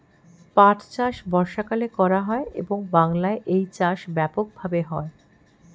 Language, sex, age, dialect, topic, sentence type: Bengali, female, 51-55, Standard Colloquial, agriculture, statement